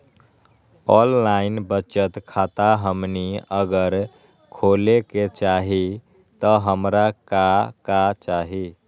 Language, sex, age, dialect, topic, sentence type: Magahi, male, 18-24, Western, banking, question